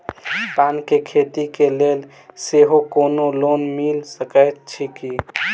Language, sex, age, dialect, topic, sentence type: Maithili, male, 18-24, Southern/Standard, banking, question